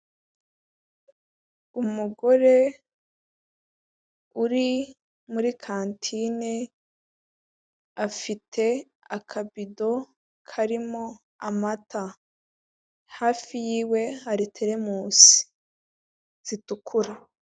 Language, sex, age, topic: Kinyarwanda, female, 18-24, finance